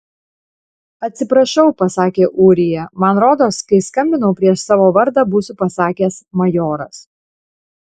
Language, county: Lithuanian, Panevėžys